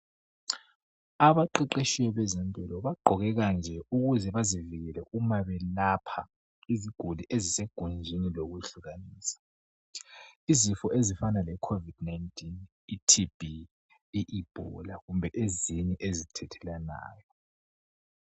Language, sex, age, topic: North Ndebele, male, 18-24, health